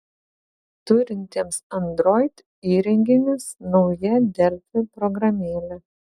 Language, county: Lithuanian, Vilnius